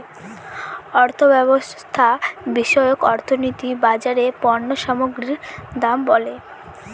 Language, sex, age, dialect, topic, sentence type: Bengali, female, 18-24, Northern/Varendri, banking, statement